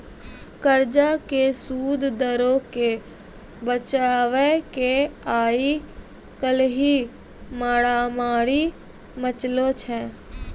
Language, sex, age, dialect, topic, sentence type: Maithili, female, 18-24, Angika, banking, statement